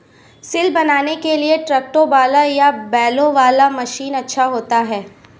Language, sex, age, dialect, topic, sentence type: Hindi, female, 25-30, Awadhi Bundeli, agriculture, question